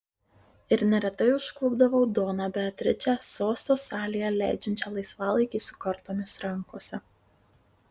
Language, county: Lithuanian, Marijampolė